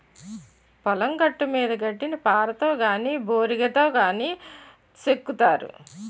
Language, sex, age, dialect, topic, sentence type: Telugu, female, 56-60, Utterandhra, agriculture, statement